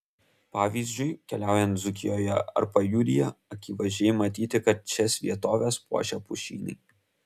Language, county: Lithuanian, Kaunas